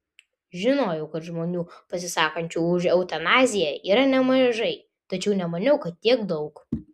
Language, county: Lithuanian, Vilnius